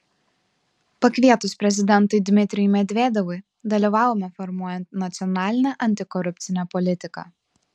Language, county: Lithuanian, Klaipėda